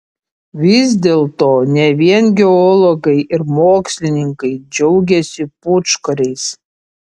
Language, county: Lithuanian, Panevėžys